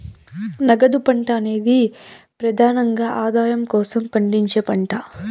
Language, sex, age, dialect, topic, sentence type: Telugu, female, 18-24, Southern, agriculture, statement